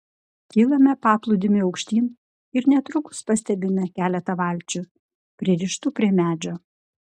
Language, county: Lithuanian, Klaipėda